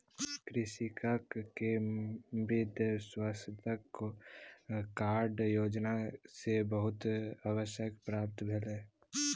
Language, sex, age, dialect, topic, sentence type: Maithili, male, 18-24, Southern/Standard, agriculture, statement